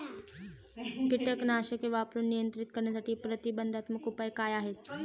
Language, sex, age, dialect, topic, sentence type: Marathi, female, 18-24, Standard Marathi, agriculture, question